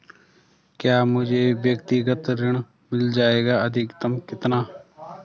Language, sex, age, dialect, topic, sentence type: Hindi, male, 25-30, Garhwali, banking, question